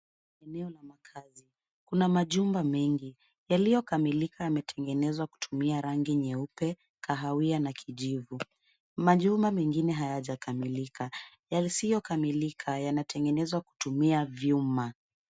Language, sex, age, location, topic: Swahili, female, 25-35, Nairobi, finance